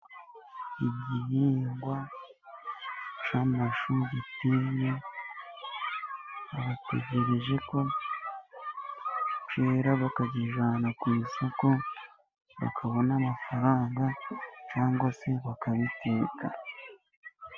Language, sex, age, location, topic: Kinyarwanda, male, 18-24, Musanze, agriculture